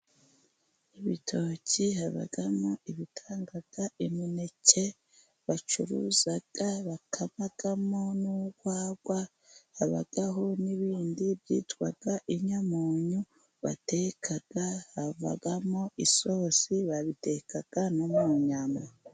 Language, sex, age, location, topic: Kinyarwanda, female, 50+, Musanze, agriculture